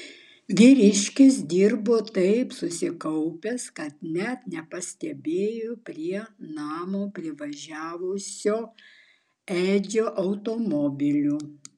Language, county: Lithuanian, Vilnius